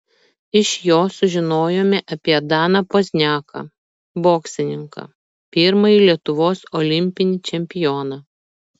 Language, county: Lithuanian, Kaunas